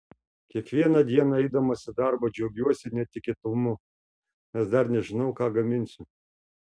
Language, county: Lithuanian, Šiauliai